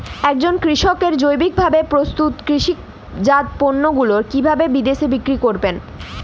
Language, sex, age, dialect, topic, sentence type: Bengali, female, 18-24, Jharkhandi, agriculture, question